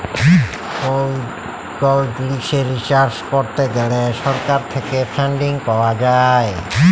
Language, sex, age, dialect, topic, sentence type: Bengali, male, 31-35, Jharkhandi, banking, statement